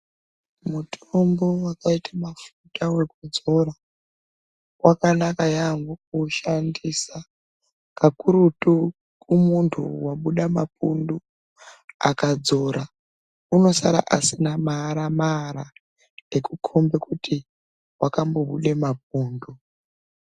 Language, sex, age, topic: Ndau, female, 36-49, health